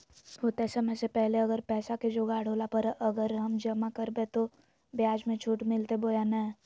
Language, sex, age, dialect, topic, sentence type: Magahi, female, 18-24, Southern, banking, question